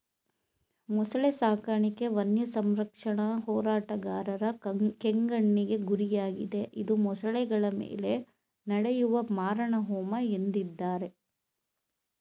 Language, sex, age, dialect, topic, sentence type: Kannada, female, 36-40, Mysore Kannada, agriculture, statement